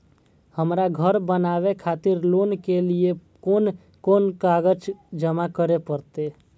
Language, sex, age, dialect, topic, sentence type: Maithili, male, 18-24, Eastern / Thethi, banking, question